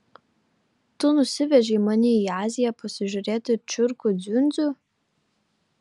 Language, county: Lithuanian, Vilnius